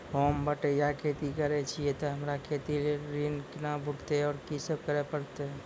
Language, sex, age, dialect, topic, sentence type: Maithili, male, 18-24, Angika, banking, question